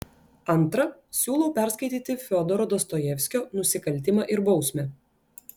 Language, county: Lithuanian, Klaipėda